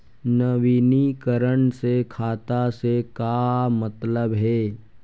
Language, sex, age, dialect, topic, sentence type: Chhattisgarhi, male, 41-45, Western/Budati/Khatahi, banking, question